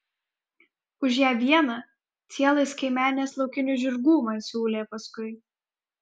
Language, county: Lithuanian, Kaunas